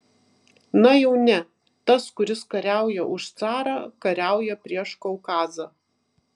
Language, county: Lithuanian, Vilnius